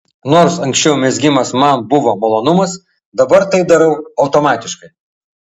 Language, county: Lithuanian, Vilnius